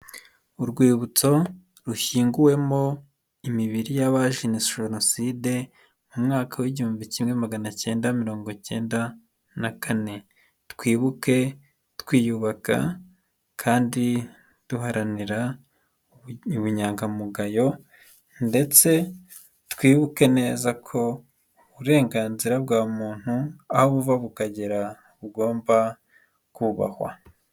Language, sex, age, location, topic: Kinyarwanda, male, 25-35, Nyagatare, government